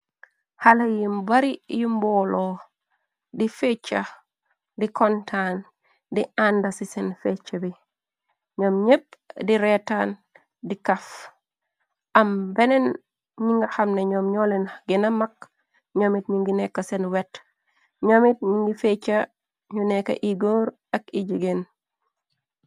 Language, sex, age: Wolof, female, 36-49